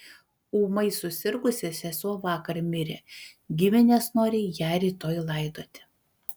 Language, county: Lithuanian, Panevėžys